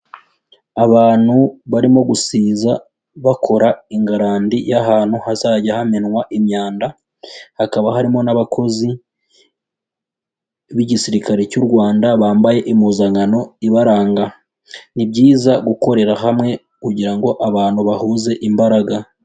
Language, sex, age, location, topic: Kinyarwanda, male, 18-24, Huye, agriculture